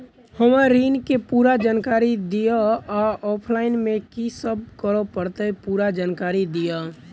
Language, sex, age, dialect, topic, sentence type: Maithili, male, 18-24, Southern/Standard, banking, question